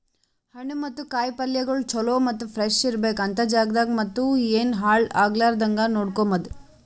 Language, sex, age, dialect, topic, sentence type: Kannada, female, 25-30, Northeastern, agriculture, statement